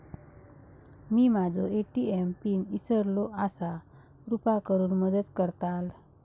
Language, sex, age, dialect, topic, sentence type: Marathi, female, 18-24, Southern Konkan, banking, statement